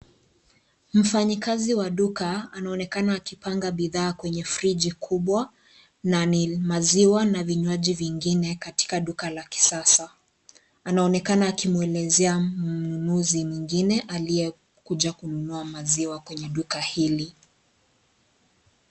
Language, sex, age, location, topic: Swahili, female, 25-35, Kisii, finance